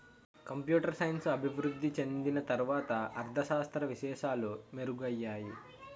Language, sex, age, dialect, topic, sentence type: Telugu, male, 18-24, Utterandhra, banking, statement